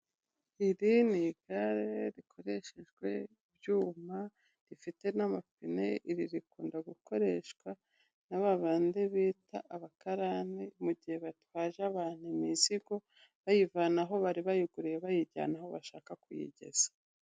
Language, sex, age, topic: Kinyarwanda, female, 25-35, government